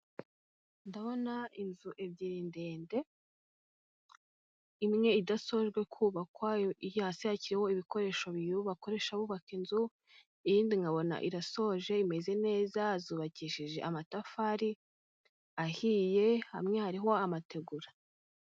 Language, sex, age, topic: Kinyarwanda, female, 18-24, finance